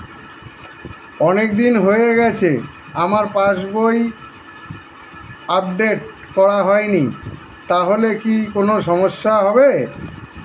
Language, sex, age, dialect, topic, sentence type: Bengali, male, 51-55, Standard Colloquial, banking, question